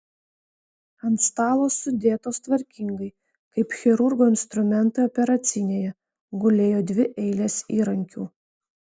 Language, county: Lithuanian, Vilnius